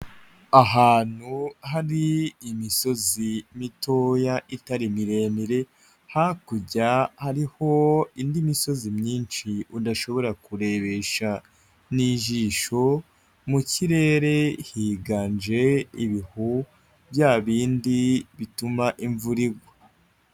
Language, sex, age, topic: Kinyarwanda, male, 25-35, agriculture